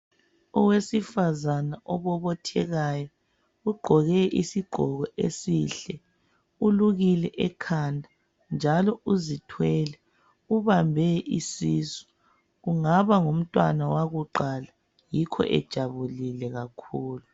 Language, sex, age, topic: North Ndebele, female, 25-35, health